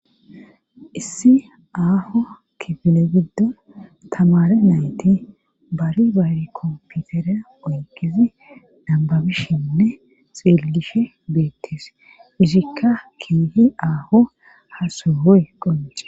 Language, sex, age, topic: Gamo, female, 18-24, government